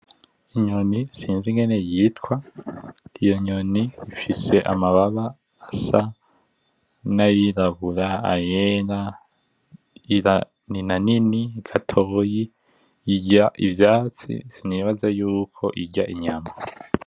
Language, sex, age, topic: Rundi, male, 18-24, agriculture